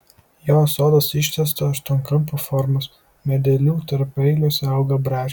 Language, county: Lithuanian, Kaunas